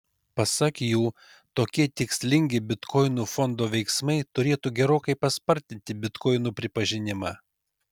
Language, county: Lithuanian, Kaunas